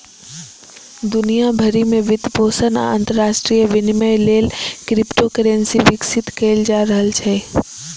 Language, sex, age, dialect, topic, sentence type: Maithili, male, 25-30, Eastern / Thethi, banking, statement